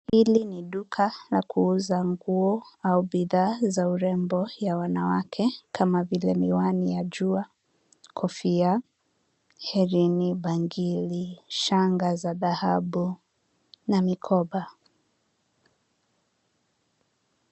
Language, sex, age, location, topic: Swahili, female, 25-35, Nairobi, finance